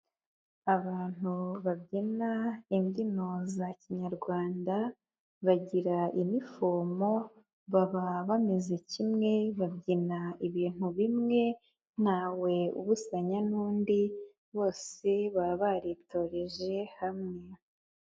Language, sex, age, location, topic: Kinyarwanda, female, 18-24, Nyagatare, government